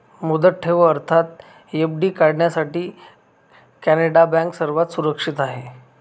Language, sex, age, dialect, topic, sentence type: Marathi, male, 25-30, Northern Konkan, banking, statement